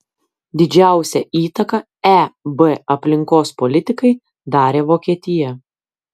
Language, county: Lithuanian, Kaunas